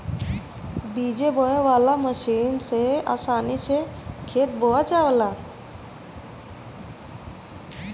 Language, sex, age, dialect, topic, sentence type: Bhojpuri, female, 60-100, Northern, agriculture, statement